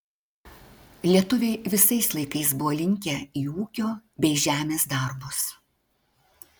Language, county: Lithuanian, Klaipėda